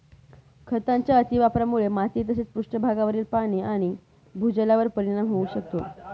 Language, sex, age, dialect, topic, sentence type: Marathi, female, 31-35, Northern Konkan, agriculture, statement